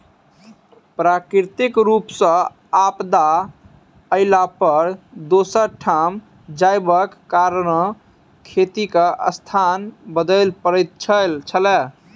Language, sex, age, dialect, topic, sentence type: Maithili, male, 18-24, Southern/Standard, agriculture, statement